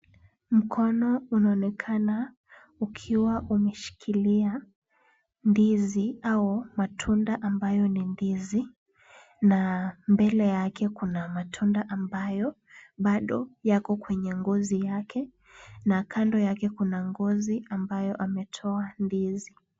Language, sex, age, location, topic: Swahili, female, 18-24, Kisumu, agriculture